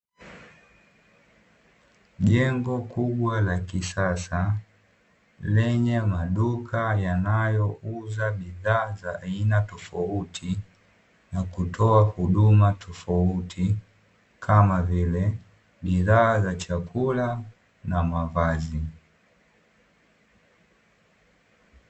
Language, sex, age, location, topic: Swahili, male, 18-24, Dar es Salaam, finance